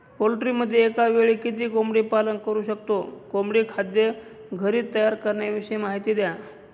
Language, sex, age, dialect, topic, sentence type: Marathi, male, 25-30, Northern Konkan, agriculture, question